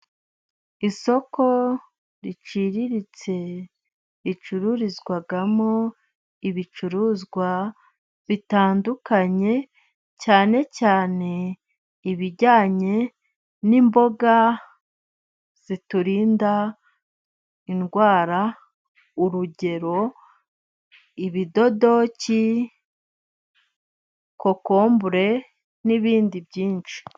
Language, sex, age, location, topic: Kinyarwanda, female, 25-35, Musanze, agriculture